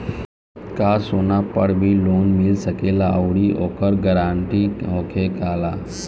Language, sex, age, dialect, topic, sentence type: Bhojpuri, male, 18-24, Northern, banking, question